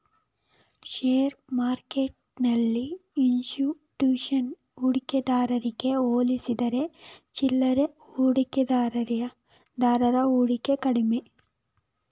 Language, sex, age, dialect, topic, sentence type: Kannada, female, 18-24, Mysore Kannada, banking, statement